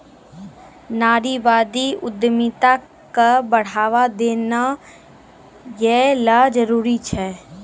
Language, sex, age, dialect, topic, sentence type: Maithili, female, 18-24, Angika, banking, statement